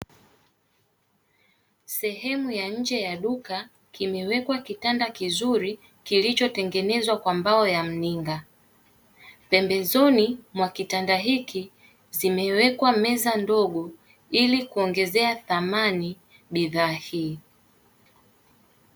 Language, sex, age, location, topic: Swahili, female, 18-24, Dar es Salaam, finance